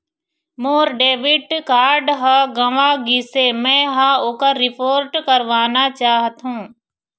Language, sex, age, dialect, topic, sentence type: Chhattisgarhi, female, 60-100, Eastern, banking, statement